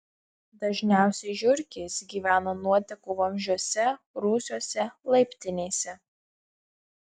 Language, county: Lithuanian, Marijampolė